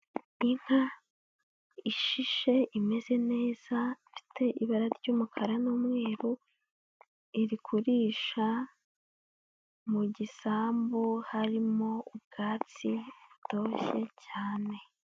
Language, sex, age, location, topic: Kinyarwanda, female, 18-24, Huye, agriculture